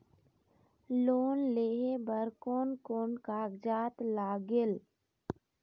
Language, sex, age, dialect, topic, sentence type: Chhattisgarhi, female, 60-100, Eastern, banking, statement